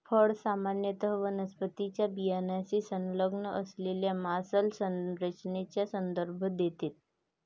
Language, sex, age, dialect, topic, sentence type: Marathi, female, 18-24, Varhadi, agriculture, statement